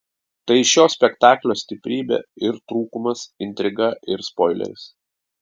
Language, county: Lithuanian, Klaipėda